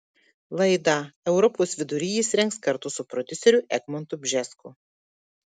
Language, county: Lithuanian, Marijampolė